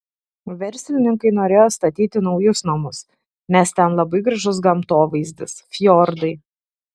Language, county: Lithuanian, Šiauliai